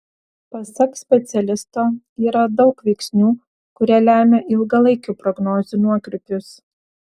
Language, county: Lithuanian, Vilnius